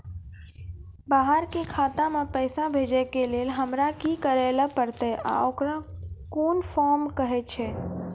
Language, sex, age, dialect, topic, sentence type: Maithili, female, 31-35, Angika, banking, question